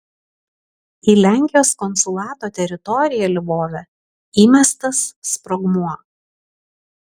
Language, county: Lithuanian, Alytus